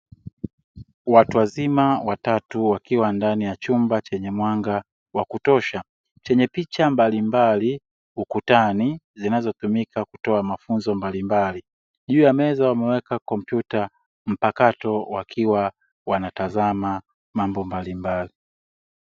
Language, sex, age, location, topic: Swahili, male, 25-35, Dar es Salaam, education